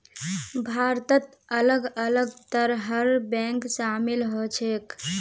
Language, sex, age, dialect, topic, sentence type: Magahi, female, 18-24, Northeastern/Surjapuri, banking, statement